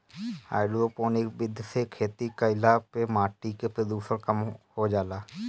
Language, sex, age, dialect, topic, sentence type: Bhojpuri, male, 31-35, Northern, agriculture, statement